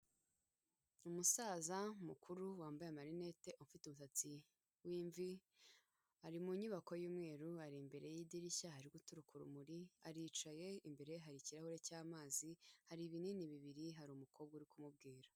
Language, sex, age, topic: Kinyarwanda, female, 18-24, health